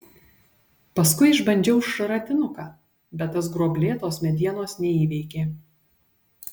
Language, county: Lithuanian, Panevėžys